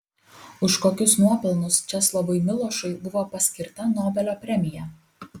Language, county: Lithuanian, Kaunas